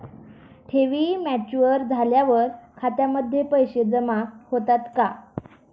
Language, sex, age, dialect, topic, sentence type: Marathi, female, 18-24, Standard Marathi, banking, question